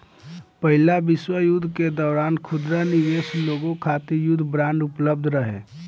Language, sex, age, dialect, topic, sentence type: Bhojpuri, male, 18-24, Northern, banking, statement